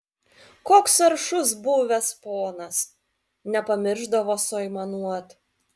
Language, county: Lithuanian, Vilnius